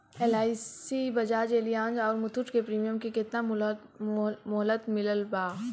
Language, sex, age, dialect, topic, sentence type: Bhojpuri, female, 18-24, Southern / Standard, banking, question